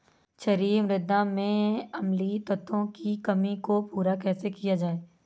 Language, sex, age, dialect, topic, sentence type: Hindi, female, 25-30, Awadhi Bundeli, agriculture, question